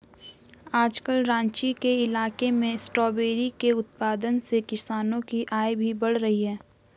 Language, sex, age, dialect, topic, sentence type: Hindi, female, 41-45, Garhwali, agriculture, statement